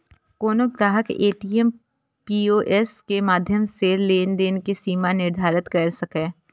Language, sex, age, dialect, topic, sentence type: Maithili, female, 25-30, Eastern / Thethi, banking, statement